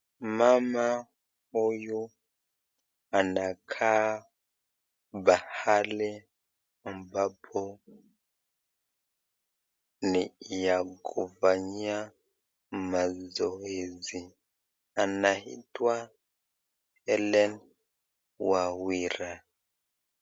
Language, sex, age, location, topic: Swahili, male, 25-35, Nakuru, education